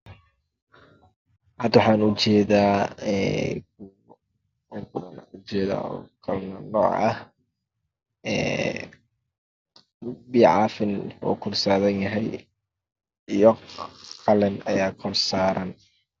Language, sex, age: Somali, male, 25-35